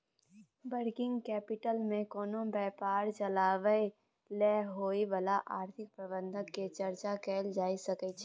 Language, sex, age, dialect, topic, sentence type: Maithili, female, 18-24, Bajjika, banking, statement